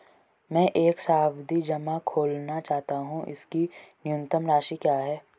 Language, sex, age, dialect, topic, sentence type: Hindi, male, 18-24, Marwari Dhudhari, banking, question